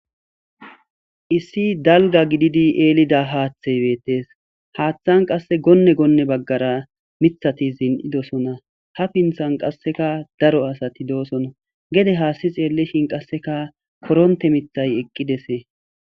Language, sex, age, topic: Gamo, male, 25-35, agriculture